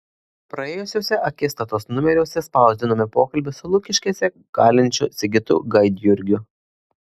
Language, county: Lithuanian, Klaipėda